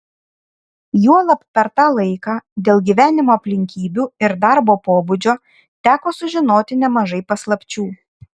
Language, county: Lithuanian, Šiauliai